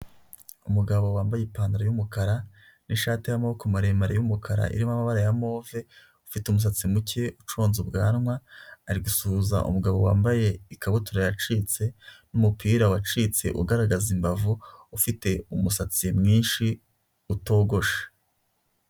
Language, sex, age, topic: Kinyarwanda, male, 25-35, health